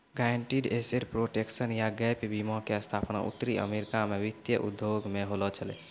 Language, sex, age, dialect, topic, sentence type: Maithili, male, 18-24, Angika, banking, statement